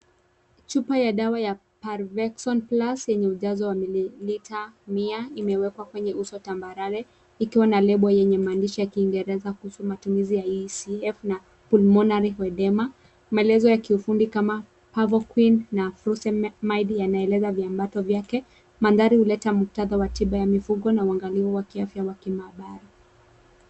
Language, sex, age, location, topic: Swahili, female, 25-35, Nairobi, health